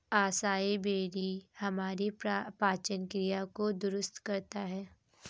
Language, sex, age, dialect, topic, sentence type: Hindi, female, 25-30, Kanauji Braj Bhasha, agriculture, statement